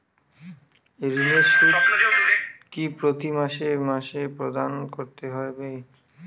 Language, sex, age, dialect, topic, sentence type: Bengali, male, 18-24, Western, banking, question